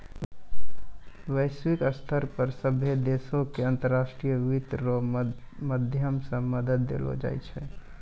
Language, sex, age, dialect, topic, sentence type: Maithili, male, 31-35, Angika, banking, statement